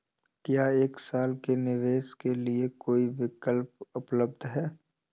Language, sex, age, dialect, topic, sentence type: Hindi, male, 18-24, Awadhi Bundeli, banking, question